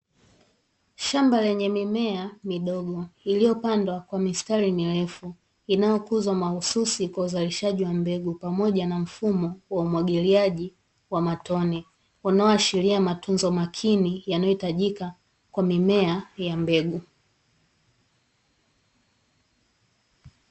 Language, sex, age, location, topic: Swahili, female, 18-24, Dar es Salaam, agriculture